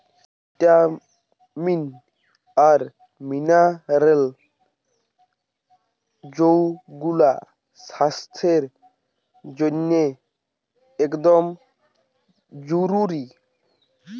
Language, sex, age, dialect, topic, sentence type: Bengali, male, 18-24, Western, agriculture, statement